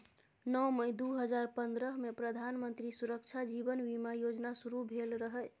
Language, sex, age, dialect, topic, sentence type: Maithili, female, 31-35, Bajjika, banking, statement